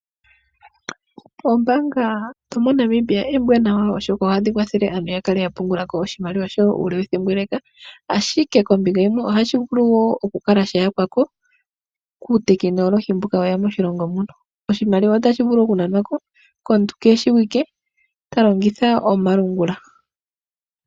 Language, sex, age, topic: Oshiwambo, female, 25-35, finance